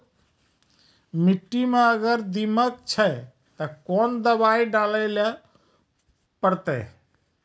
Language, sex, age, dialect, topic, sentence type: Maithili, male, 36-40, Angika, agriculture, question